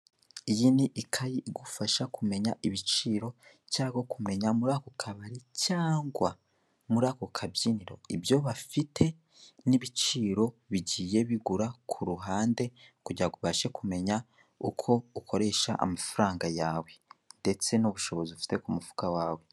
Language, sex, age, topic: Kinyarwanda, male, 18-24, finance